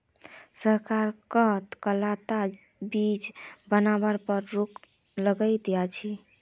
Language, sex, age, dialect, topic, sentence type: Magahi, female, 46-50, Northeastern/Surjapuri, agriculture, statement